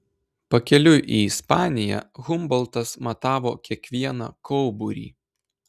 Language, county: Lithuanian, Klaipėda